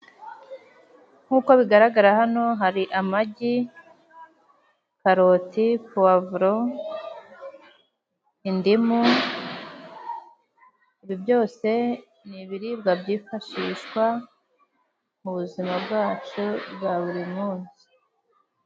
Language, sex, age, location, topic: Kinyarwanda, female, 25-35, Musanze, finance